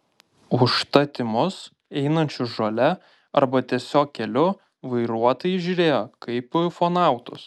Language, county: Lithuanian, Panevėžys